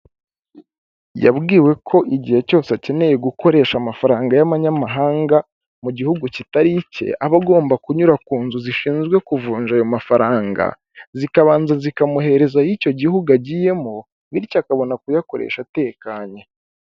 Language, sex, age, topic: Kinyarwanda, male, 18-24, finance